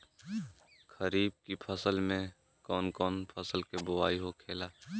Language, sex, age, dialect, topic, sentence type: Bhojpuri, male, 18-24, Western, agriculture, question